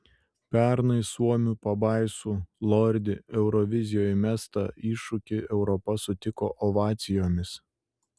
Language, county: Lithuanian, Šiauliai